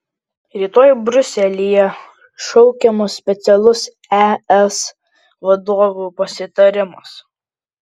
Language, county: Lithuanian, Kaunas